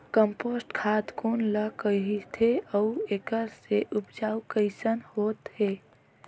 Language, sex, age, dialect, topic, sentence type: Chhattisgarhi, female, 18-24, Northern/Bhandar, agriculture, question